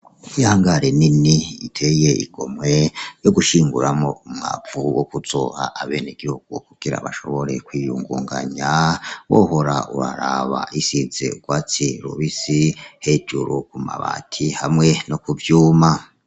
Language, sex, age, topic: Rundi, male, 36-49, agriculture